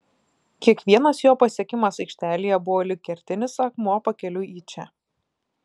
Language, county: Lithuanian, Klaipėda